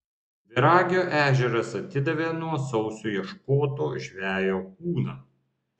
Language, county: Lithuanian, Vilnius